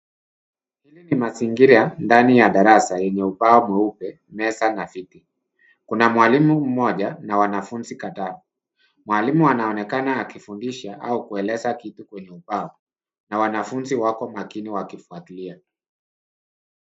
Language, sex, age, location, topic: Swahili, male, 50+, Nairobi, education